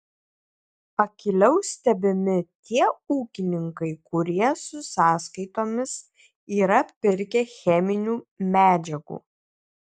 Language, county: Lithuanian, Kaunas